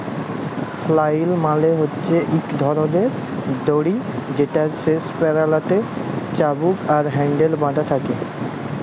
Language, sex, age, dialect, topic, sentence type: Bengali, male, 18-24, Jharkhandi, agriculture, statement